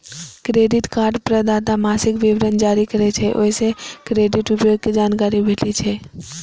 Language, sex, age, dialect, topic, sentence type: Maithili, male, 25-30, Eastern / Thethi, banking, statement